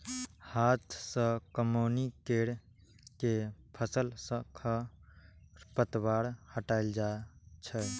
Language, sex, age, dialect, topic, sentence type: Maithili, male, 18-24, Eastern / Thethi, agriculture, statement